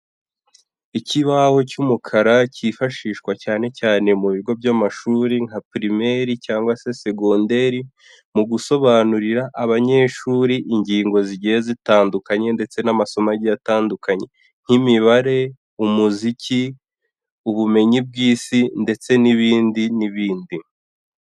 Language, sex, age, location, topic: Kinyarwanda, male, 18-24, Huye, education